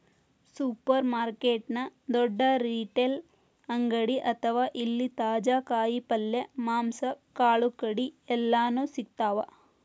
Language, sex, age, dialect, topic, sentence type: Kannada, female, 36-40, Dharwad Kannada, agriculture, statement